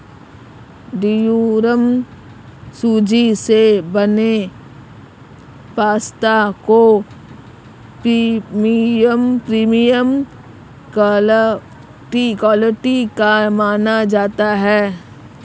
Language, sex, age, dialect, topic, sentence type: Hindi, female, 36-40, Marwari Dhudhari, agriculture, statement